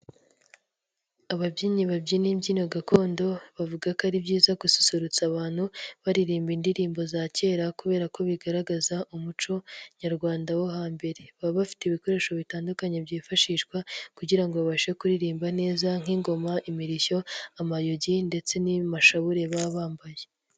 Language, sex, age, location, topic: Kinyarwanda, male, 25-35, Nyagatare, government